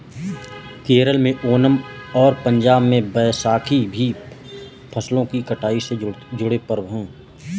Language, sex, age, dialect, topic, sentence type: Hindi, male, 31-35, Marwari Dhudhari, agriculture, statement